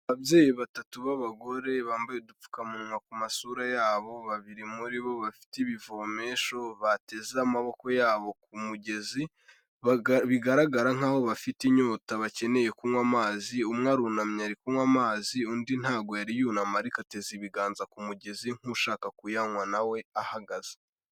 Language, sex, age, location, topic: Kinyarwanda, male, 18-24, Kigali, health